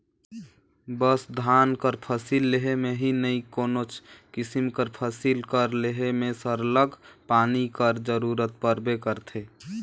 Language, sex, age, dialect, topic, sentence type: Chhattisgarhi, male, 18-24, Northern/Bhandar, agriculture, statement